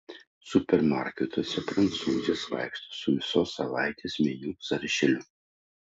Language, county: Lithuanian, Utena